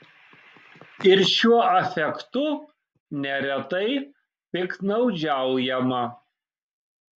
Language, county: Lithuanian, Kaunas